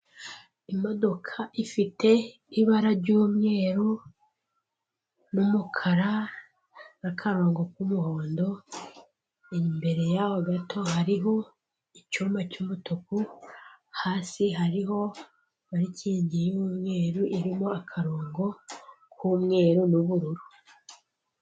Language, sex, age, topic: Kinyarwanda, female, 18-24, government